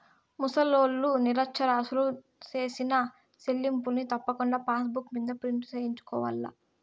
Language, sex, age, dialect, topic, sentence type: Telugu, female, 18-24, Southern, banking, statement